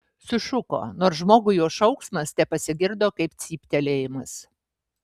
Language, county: Lithuanian, Vilnius